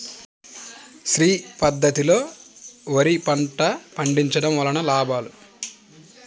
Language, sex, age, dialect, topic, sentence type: Telugu, male, 25-30, Central/Coastal, agriculture, question